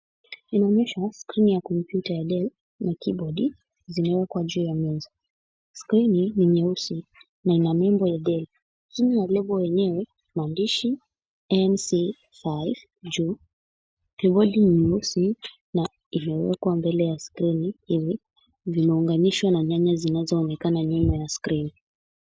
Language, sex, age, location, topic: Swahili, female, 18-24, Kisumu, education